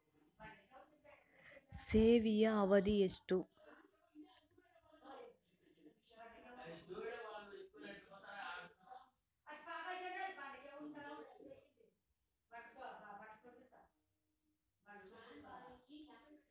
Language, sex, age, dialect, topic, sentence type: Kannada, female, 18-24, Central, agriculture, question